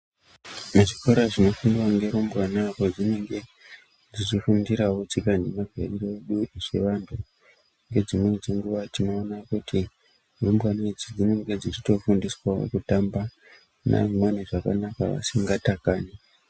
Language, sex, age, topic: Ndau, male, 25-35, education